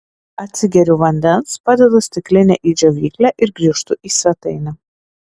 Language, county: Lithuanian, Alytus